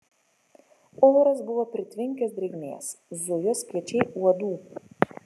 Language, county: Lithuanian, Kaunas